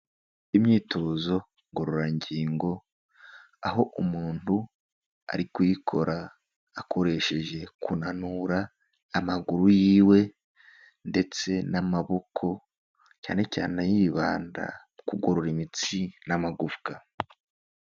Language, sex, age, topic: Kinyarwanda, male, 18-24, health